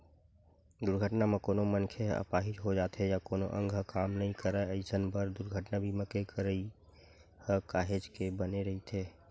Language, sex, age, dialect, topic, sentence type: Chhattisgarhi, male, 25-30, Western/Budati/Khatahi, banking, statement